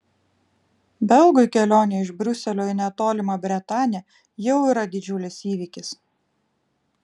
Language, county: Lithuanian, Vilnius